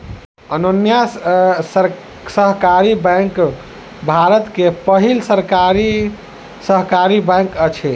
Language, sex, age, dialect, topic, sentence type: Maithili, male, 25-30, Southern/Standard, banking, statement